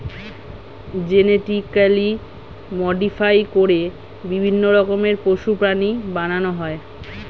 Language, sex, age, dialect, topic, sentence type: Bengali, female, 31-35, Standard Colloquial, agriculture, statement